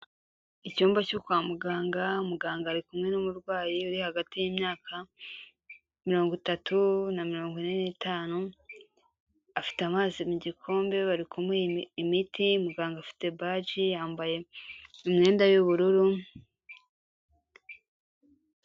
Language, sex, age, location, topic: Kinyarwanda, female, 18-24, Kigali, health